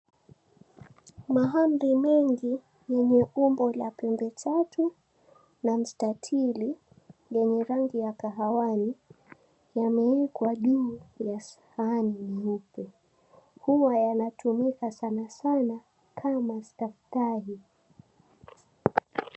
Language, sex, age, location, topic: Swahili, female, 18-24, Mombasa, agriculture